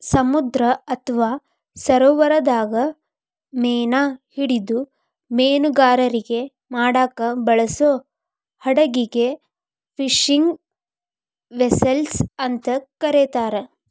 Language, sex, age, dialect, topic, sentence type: Kannada, female, 25-30, Dharwad Kannada, agriculture, statement